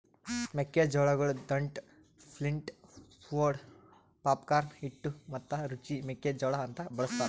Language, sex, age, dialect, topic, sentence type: Kannada, male, 31-35, Northeastern, agriculture, statement